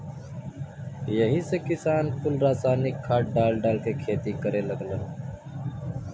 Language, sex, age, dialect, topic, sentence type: Bhojpuri, male, 60-100, Western, agriculture, statement